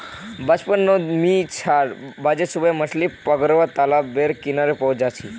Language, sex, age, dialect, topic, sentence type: Magahi, male, 18-24, Northeastern/Surjapuri, agriculture, statement